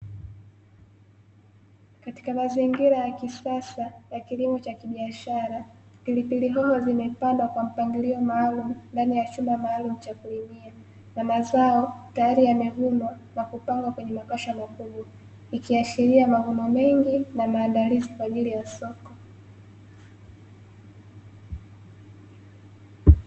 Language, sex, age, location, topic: Swahili, female, 18-24, Dar es Salaam, agriculture